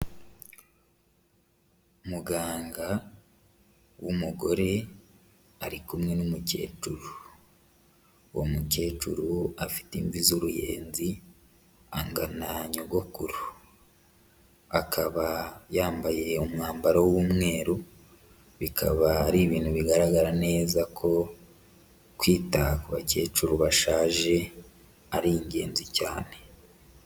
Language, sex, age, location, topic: Kinyarwanda, male, 25-35, Huye, health